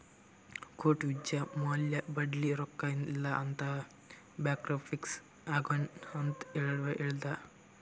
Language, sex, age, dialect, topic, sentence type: Kannada, male, 18-24, Northeastern, banking, statement